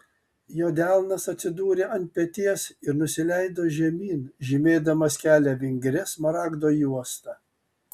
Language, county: Lithuanian, Kaunas